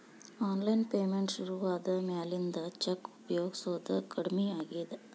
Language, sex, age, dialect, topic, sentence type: Kannada, female, 25-30, Dharwad Kannada, banking, statement